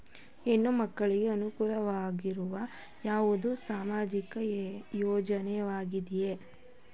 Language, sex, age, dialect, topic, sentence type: Kannada, female, 18-24, Mysore Kannada, banking, statement